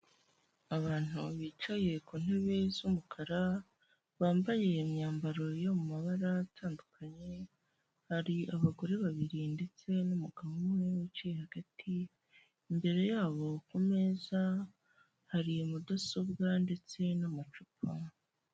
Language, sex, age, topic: Kinyarwanda, female, 25-35, government